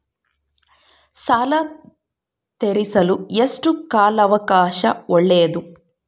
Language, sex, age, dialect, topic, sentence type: Kannada, female, 25-30, Central, banking, question